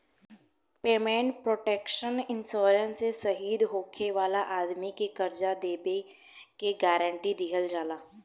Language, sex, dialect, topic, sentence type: Bhojpuri, female, Southern / Standard, banking, statement